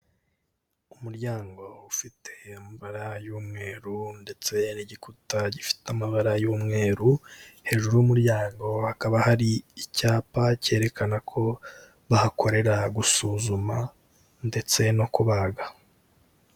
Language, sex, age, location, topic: Kinyarwanda, male, 18-24, Kigali, health